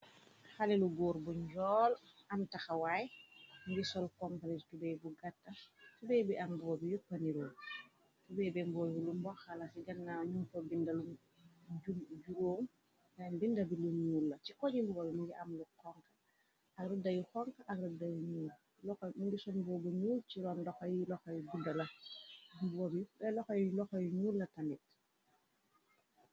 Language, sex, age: Wolof, female, 36-49